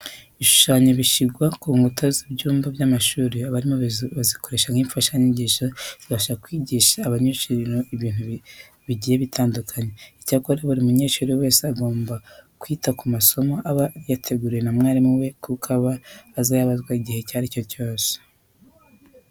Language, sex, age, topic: Kinyarwanda, female, 36-49, education